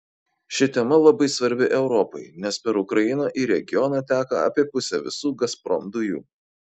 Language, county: Lithuanian, Kaunas